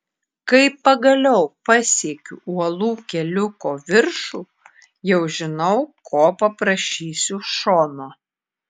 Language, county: Lithuanian, Klaipėda